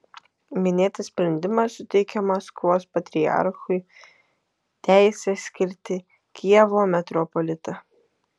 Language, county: Lithuanian, Kaunas